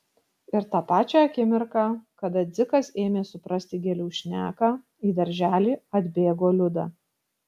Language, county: Lithuanian, Kaunas